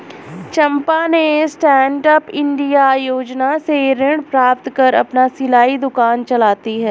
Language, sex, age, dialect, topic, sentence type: Hindi, male, 36-40, Hindustani Malvi Khadi Boli, banking, statement